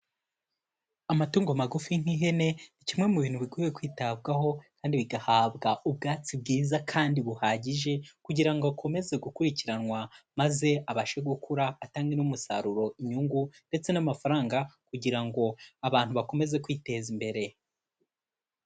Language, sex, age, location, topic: Kinyarwanda, male, 18-24, Kigali, agriculture